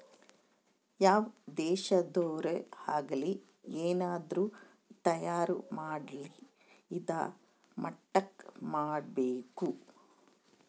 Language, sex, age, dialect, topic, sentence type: Kannada, female, 25-30, Central, banking, statement